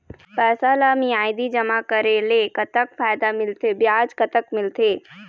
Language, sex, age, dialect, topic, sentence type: Chhattisgarhi, female, 25-30, Eastern, banking, question